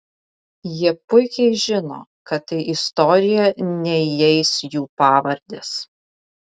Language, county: Lithuanian, Vilnius